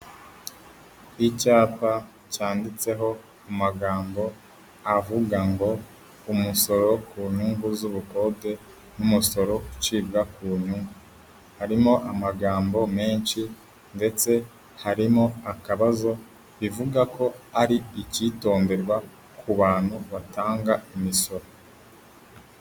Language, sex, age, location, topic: Kinyarwanda, male, 18-24, Huye, government